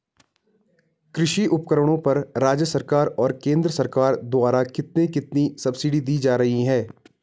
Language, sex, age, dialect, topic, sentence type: Hindi, male, 18-24, Garhwali, agriculture, question